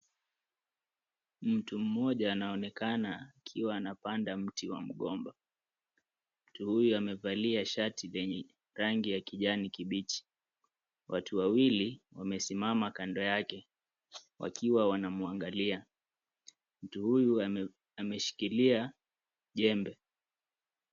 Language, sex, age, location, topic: Swahili, male, 25-35, Mombasa, agriculture